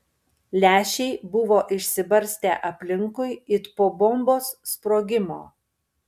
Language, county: Lithuanian, Panevėžys